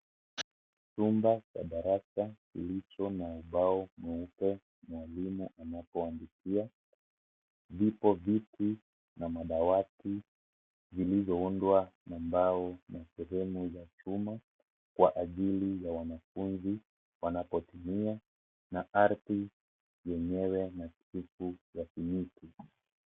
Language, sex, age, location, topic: Swahili, male, 18-24, Kisii, education